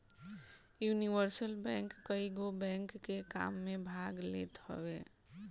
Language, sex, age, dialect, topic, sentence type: Bhojpuri, female, 41-45, Northern, banking, statement